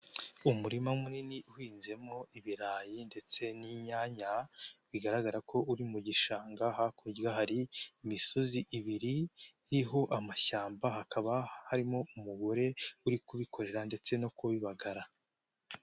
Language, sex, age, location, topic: Kinyarwanda, male, 18-24, Nyagatare, agriculture